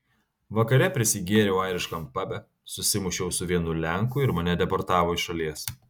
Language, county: Lithuanian, Kaunas